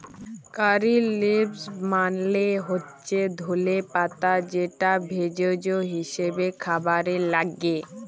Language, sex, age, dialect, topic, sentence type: Bengali, female, 18-24, Jharkhandi, agriculture, statement